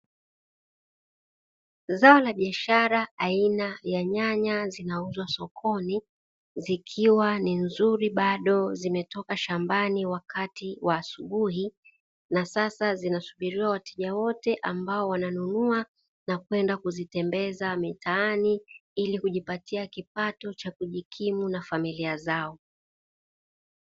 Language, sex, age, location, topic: Swahili, female, 36-49, Dar es Salaam, finance